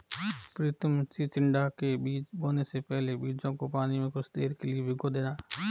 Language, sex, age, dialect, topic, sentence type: Hindi, male, 36-40, Marwari Dhudhari, agriculture, statement